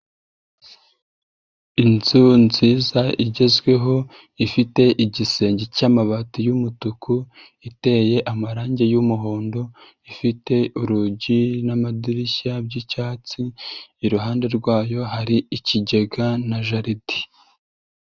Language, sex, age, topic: Kinyarwanda, male, 25-35, finance